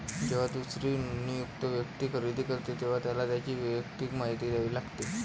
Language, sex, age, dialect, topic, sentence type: Marathi, male, 18-24, Varhadi, banking, statement